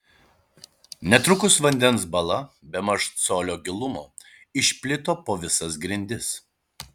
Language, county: Lithuanian, Šiauliai